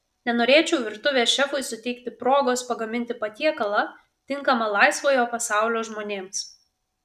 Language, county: Lithuanian, Vilnius